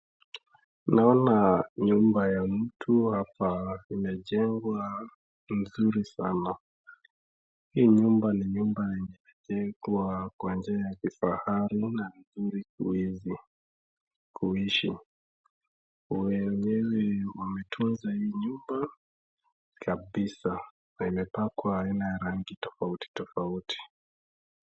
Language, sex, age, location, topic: Swahili, male, 25-35, Wajir, education